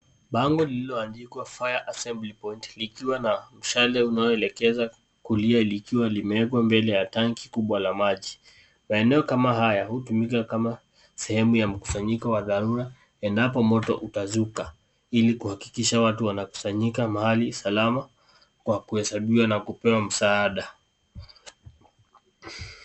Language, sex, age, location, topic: Swahili, male, 25-35, Kisii, education